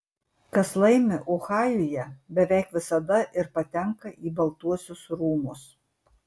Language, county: Lithuanian, Marijampolė